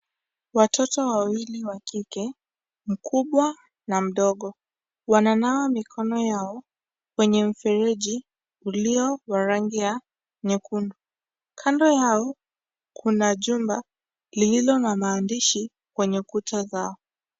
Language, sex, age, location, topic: Swahili, female, 18-24, Kisii, health